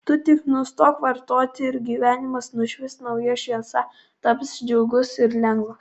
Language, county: Lithuanian, Kaunas